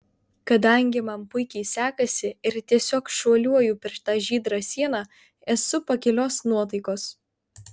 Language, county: Lithuanian, Vilnius